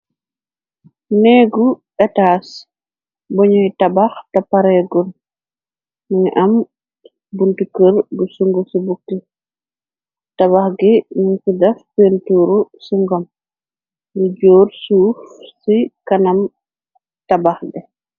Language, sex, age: Wolof, female, 36-49